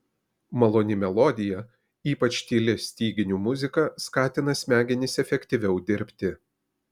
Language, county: Lithuanian, Kaunas